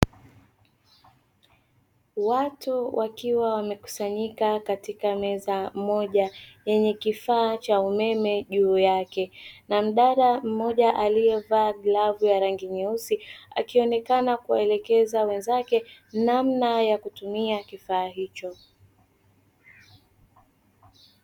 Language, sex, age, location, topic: Swahili, female, 18-24, Dar es Salaam, education